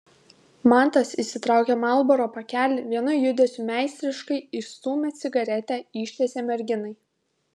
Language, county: Lithuanian, Kaunas